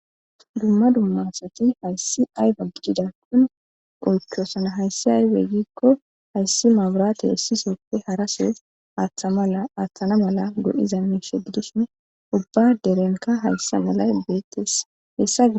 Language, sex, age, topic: Gamo, female, 25-35, government